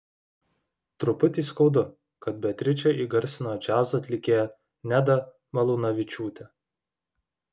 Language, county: Lithuanian, Vilnius